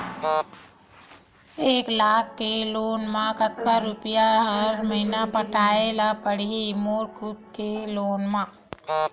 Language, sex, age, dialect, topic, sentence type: Chhattisgarhi, female, 46-50, Western/Budati/Khatahi, banking, question